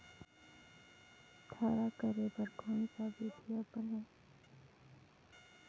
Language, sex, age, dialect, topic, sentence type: Chhattisgarhi, female, 18-24, Northern/Bhandar, agriculture, question